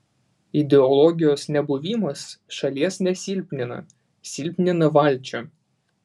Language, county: Lithuanian, Vilnius